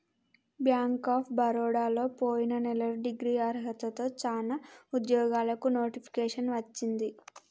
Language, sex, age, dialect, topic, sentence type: Telugu, female, 25-30, Telangana, banking, statement